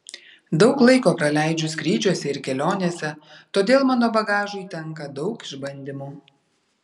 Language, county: Lithuanian, Vilnius